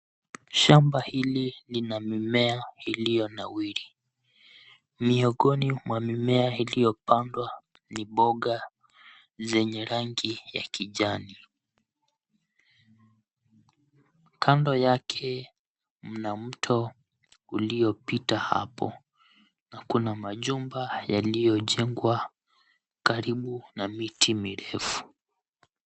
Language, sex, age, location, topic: Swahili, male, 18-24, Nairobi, agriculture